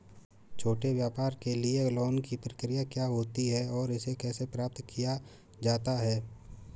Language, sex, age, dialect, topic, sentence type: Hindi, male, 18-24, Marwari Dhudhari, banking, question